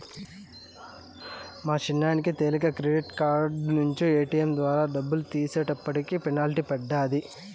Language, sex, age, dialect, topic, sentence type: Telugu, male, 18-24, Southern, banking, statement